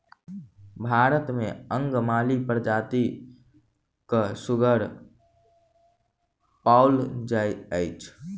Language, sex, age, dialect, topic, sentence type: Maithili, male, 18-24, Southern/Standard, agriculture, statement